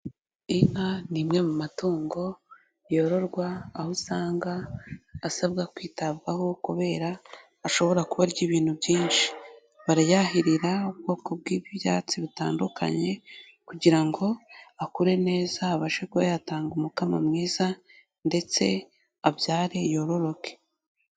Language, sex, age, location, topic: Kinyarwanda, female, 18-24, Kigali, agriculture